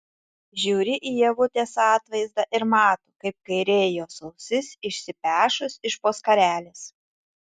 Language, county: Lithuanian, Tauragė